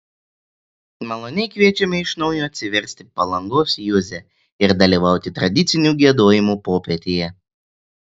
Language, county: Lithuanian, Klaipėda